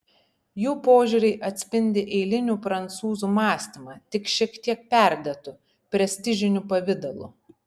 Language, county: Lithuanian, Panevėžys